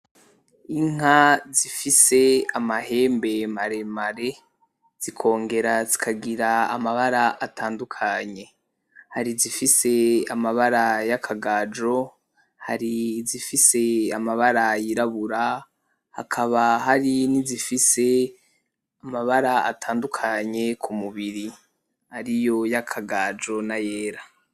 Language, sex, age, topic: Rundi, male, 18-24, agriculture